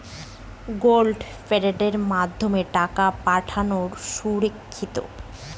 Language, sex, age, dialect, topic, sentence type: Bengali, female, 31-35, Standard Colloquial, banking, question